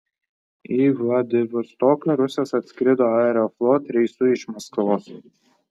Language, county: Lithuanian, Kaunas